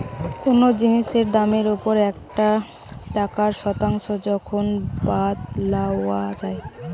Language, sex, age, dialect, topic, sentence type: Bengali, female, 18-24, Western, banking, statement